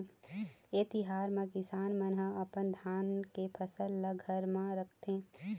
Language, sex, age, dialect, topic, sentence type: Chhattisgarhi, female, 25-30, Eastern, agriculture, statement